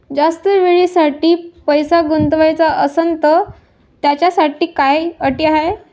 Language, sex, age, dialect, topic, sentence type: Marathi, female, 25-30, Varhadi, banking, question